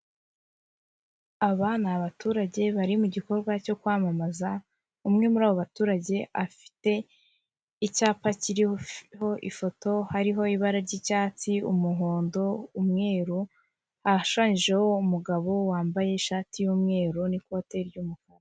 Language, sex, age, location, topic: Kinyarwanda, female, 25-35, Kigali, government